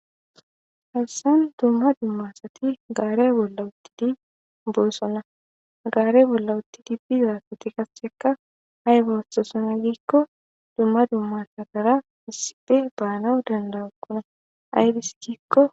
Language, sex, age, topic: Gamo, female, 25-35, government